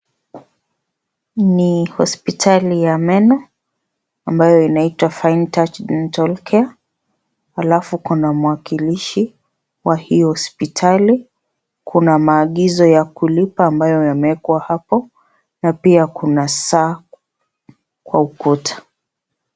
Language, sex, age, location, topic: Swahili, female, 25-35, Kisii, health